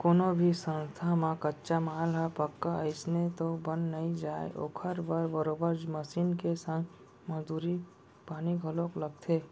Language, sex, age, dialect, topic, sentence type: Chhattisgarhi, male, 18-24, Central, banking, statement